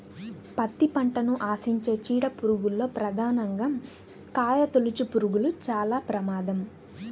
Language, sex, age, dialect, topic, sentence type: Telugu, female, 18-24, Central/Coastal, agriculture, statement